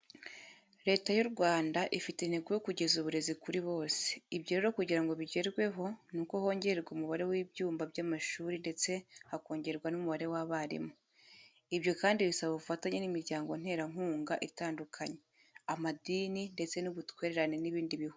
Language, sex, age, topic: Kinyarwanda, female, 25-35, education